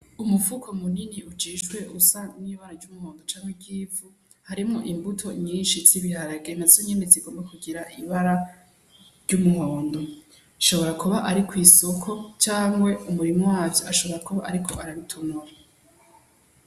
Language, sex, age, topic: Rundi, female, 18-24, agriculture